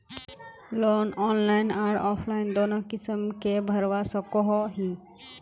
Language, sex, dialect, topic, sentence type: Magahi, female, Northeastern/Surjapuri, banking, question